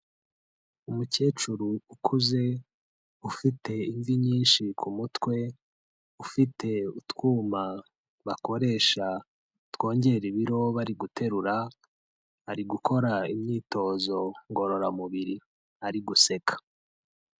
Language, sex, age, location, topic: Kinyarwanda, male, 25-35, Kigali, health